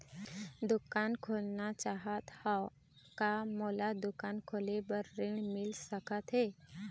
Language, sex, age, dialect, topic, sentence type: Chhattisgarhi, female, 25-30, Eastern, banking, question